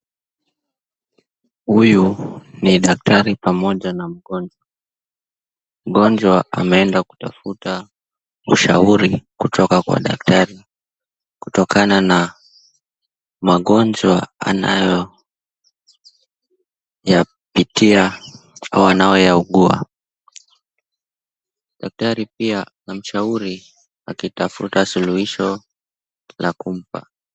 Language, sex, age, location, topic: Swahili, male, 18-24, Kisumu, health